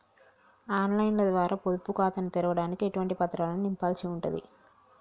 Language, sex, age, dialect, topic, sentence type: Telugu, male, 46-50, Telangana, banking, question